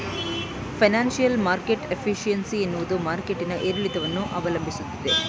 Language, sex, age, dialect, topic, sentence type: Kannada, female, 36-40, Mysore Kannada, banking, statement